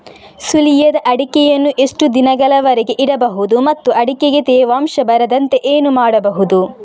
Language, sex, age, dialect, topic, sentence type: Kannada, female, 36-40, Coastal/Dakshin, agriculture, question